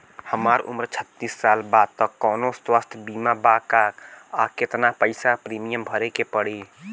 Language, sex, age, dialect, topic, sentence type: Bhojpuri, male, 18-24, Southern / Standard, banking, question